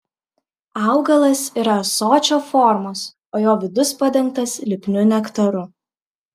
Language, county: Lithuanian, Klaipėda